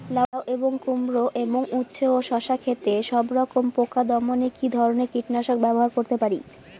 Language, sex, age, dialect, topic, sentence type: Bengali, male, 18-24, Rajbangshi, agriculture, question